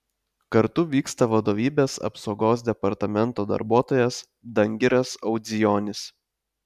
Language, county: Lithuanian, Telšiai